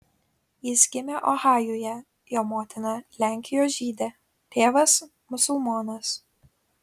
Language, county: Lithuanian, Kaunas